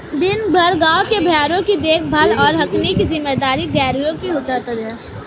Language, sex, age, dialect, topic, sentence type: Hindi, female, 18-24, Marwari Dhudhari, agriculture, statement